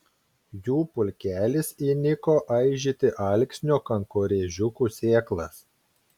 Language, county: Lithuanian, Klaipėda